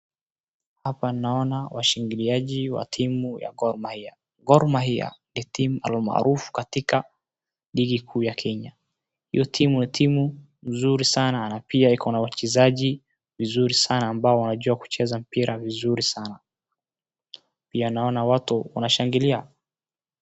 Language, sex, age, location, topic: Swahili, male, 18-24, Wajir, government